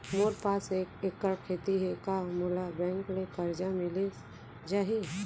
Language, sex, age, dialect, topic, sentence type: Chhattisgarhi, female, 41-45, Central, banking, question